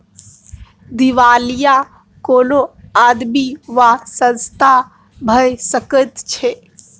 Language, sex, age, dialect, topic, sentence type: Maithili, female, 18-24, Bajjika, banking, statement